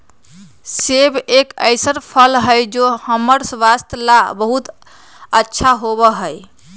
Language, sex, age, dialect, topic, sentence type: Magahi, female, 31-35, Western, agriculture, statement